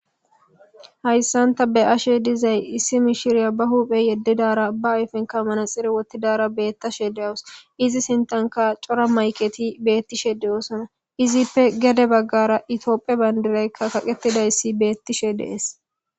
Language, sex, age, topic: Gamo, male, 18-24, government